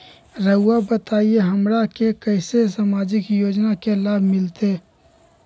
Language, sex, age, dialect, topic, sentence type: Magahi, male, 41-45, Southern, banking, question